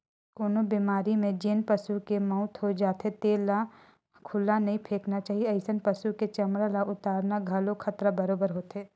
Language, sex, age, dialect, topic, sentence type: Chhattisgarhi, female, 18-24, Northern/Bhandar, agriculture, statement